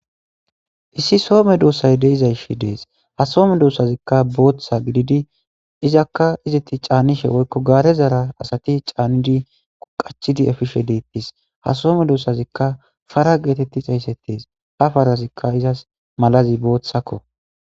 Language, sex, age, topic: Gamo, male, 18-24, government